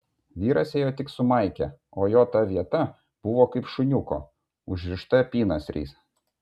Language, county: Lithuanian, Vilnius